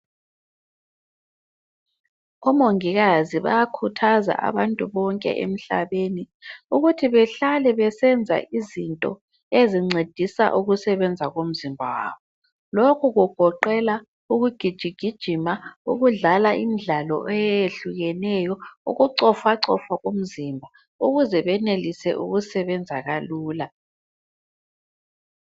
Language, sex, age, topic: North Ndebele, female, 25-35, health